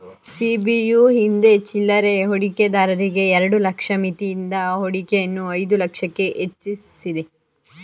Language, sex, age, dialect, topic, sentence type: Kannada, female, 18-24, Mysore Kannada, banking, statement